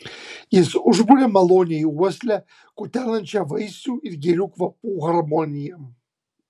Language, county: Lithuanian, Kaunas